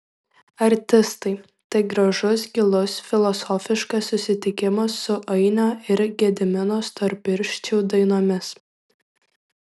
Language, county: Lithuanian, Šiauliai